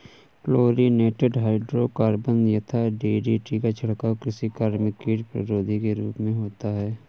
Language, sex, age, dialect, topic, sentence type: Hindi, male, 25-30, Awadhi Bundeli, agriculture, statement